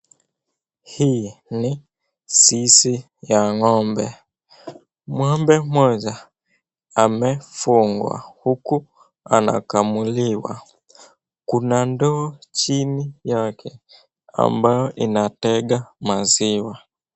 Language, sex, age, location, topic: Swahili, male, 18-24, Nakuru, agriculture